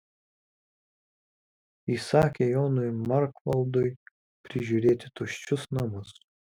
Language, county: Lithuanian, Kaunas